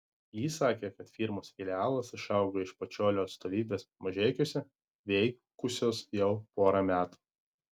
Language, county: Lithuanian, Vilnius